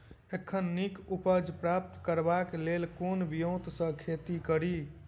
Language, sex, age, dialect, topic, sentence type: Maithili, male, 18-24, Southern/Standard, agriculture, question